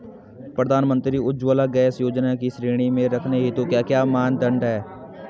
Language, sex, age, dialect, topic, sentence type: Hindi, male, 18-24, Garhwali, banking, question